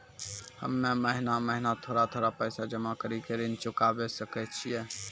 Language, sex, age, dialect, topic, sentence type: Maithili, male, 56-60, Angika, banking, question